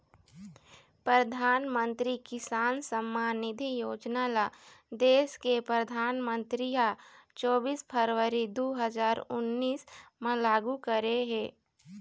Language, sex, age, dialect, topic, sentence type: Chhattisgarhi, female, 18-24, Eastern, agriculture, statement